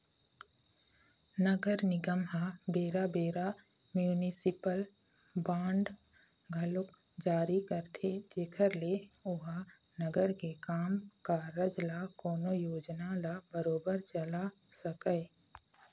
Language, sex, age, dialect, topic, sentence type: Chhattisgarhi, female, 25-30, Eastern, banking, statement